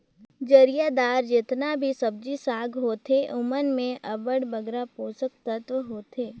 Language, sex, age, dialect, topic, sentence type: Chhattisgarhi, female, 18-24, Northern/Bhandar, agriculture, statement